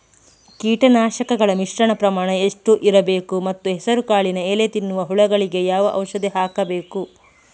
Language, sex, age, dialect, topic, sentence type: Kannada, female, 18-24, Coastal/Dakshin, agriculture, question